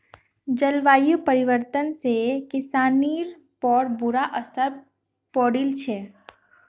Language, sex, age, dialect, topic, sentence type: Magahi, female, 18-24, Northeastern/Surjapuri, agriculture, statement